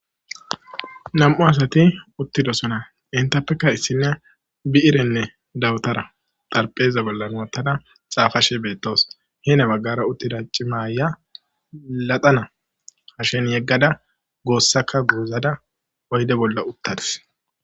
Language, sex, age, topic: Gamo, male, 25-35, government